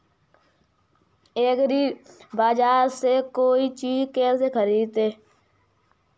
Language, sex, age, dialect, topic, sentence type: Hindi, female, 18-24, Kanauji Braj Bhasha, agriculture, question